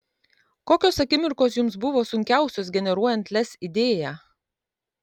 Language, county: Lithuanian, Kaunas